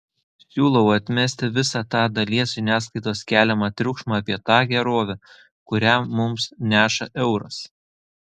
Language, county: Lithuanian, Telšiai